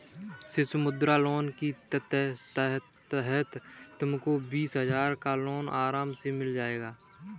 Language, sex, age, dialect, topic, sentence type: Hindi, male, 18-24, Kanauji Braj Bhasha, banking, statement